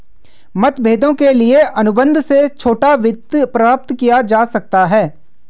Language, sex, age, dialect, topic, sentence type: Hindi, male, 25-30, Hindustani Malvi Khadi Boli, banking, statement